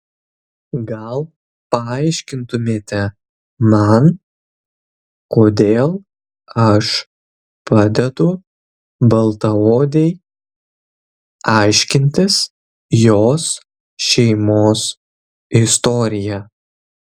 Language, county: Lithuanian, Kaunas